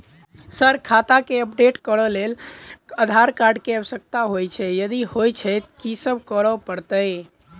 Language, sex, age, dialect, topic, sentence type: Maithili, male, 18-24, Southern/Standard, banking, question